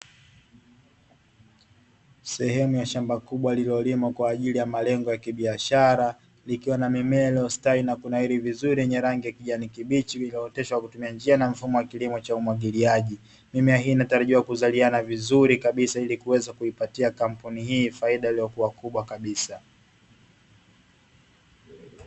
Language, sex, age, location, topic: Swahili, male, 18-24, Dar es Salaam, agriculture